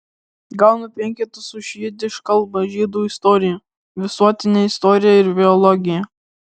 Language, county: Lithuanian, Alytus